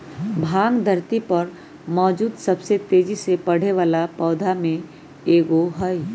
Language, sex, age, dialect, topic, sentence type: Magahi, female, 31-35, Western, agriculture, statement